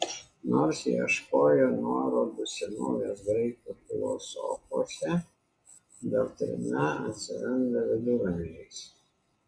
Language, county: Lithuanian, Kaunas